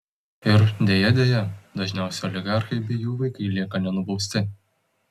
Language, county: Lithuanian, Telšiai